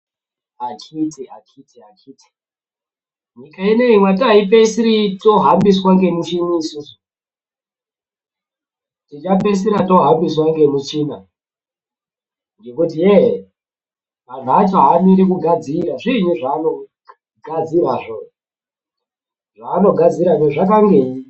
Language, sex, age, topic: Ndau, male, 18-24, education